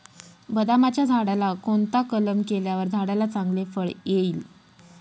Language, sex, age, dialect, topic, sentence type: Marathi, female, 25-30, Northern Konkan, agriculture, question